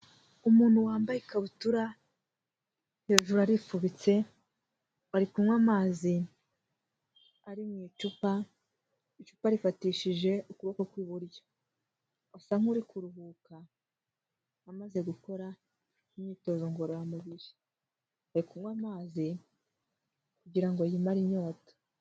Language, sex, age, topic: Kinyarwanda, female, 18-24, health